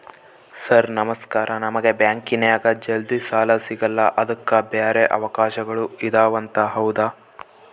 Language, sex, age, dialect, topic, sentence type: Kannada, male, 18-24, Central, banking, question